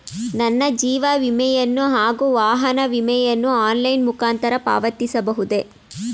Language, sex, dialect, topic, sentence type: Kannada, female, Mysore Kannada, banking, question